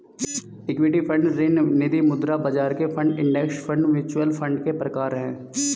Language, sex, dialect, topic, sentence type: Hindi, male, Hindustani Malvi Khadi Boli, banking, statement